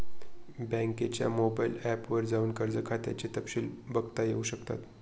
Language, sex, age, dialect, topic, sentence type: Marathi, male, 25-30, Northern Konkan, banking, statement